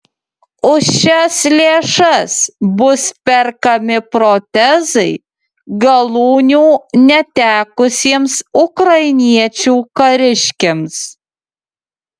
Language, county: Lithuanian, Utena